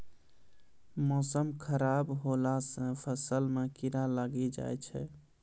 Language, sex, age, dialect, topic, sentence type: Maithili, male, 25-30, Angika, agriculture, question